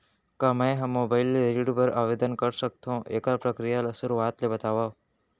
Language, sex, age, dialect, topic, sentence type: Chhattisgarhi, male, 18-24, Central, banking, question